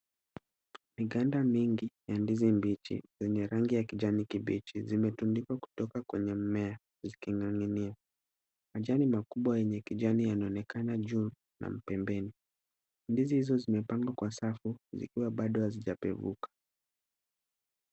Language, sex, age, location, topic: Swahili, male, 25-35, Kisumu, agriculture